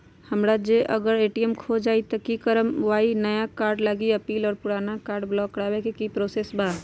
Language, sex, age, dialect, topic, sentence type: Magahi, female, 25-30, Western, banking, question